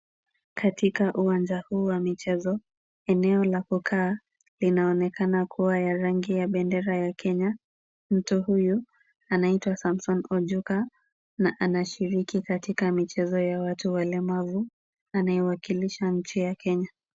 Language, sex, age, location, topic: Swahili, female, 18-24, Kisumu, education